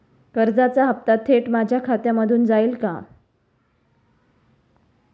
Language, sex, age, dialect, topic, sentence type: Marathi, female, 36-40, Standard Marathi, banking, question